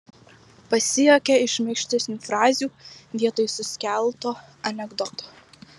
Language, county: Lithuanian, Marijampolė